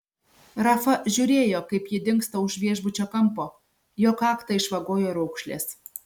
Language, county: Lithuanian, Šiauliai